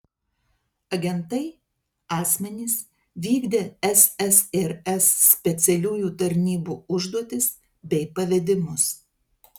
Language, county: Lithuanian, Telšiai